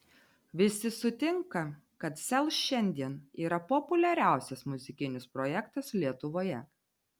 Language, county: Lithuanian, Telšiai